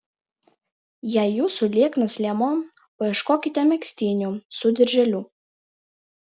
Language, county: Lithuanian, Vilnius